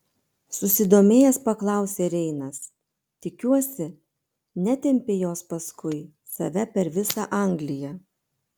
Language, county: Lithuanian, Panevėžys